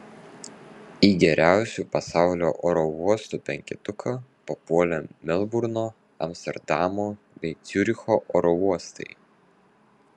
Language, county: Lithuanian, Vilnius